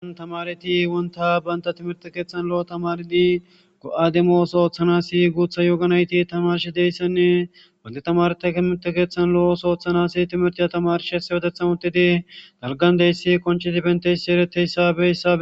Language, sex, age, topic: Gamo, male, 18-24, government